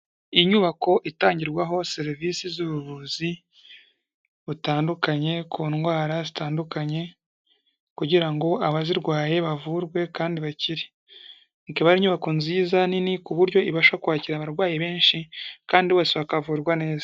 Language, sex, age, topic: Kinyarwanda, male, 18-24, health